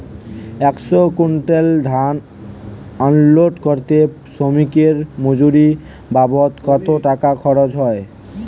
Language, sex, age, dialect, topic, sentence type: Bengali, male, 18-24, Western, agriculture, question